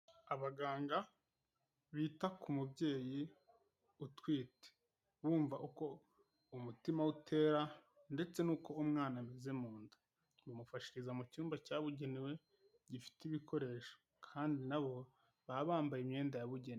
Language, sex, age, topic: Kinyarwanda, male, 18-24, health